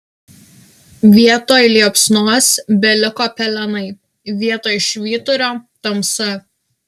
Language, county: Lithuanian, Alytus